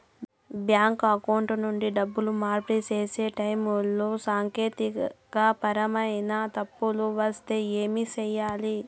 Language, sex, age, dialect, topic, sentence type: Telugu, female, 31-35, Southern, banking, question